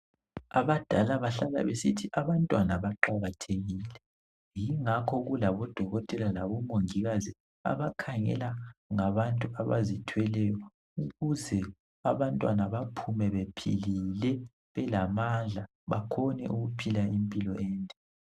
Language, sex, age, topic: North Ndebele, male, 18-24, health